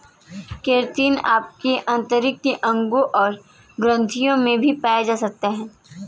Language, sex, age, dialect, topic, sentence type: Hindi, female, 18-24, Kanauji Braj Bhasha, agriculture, statement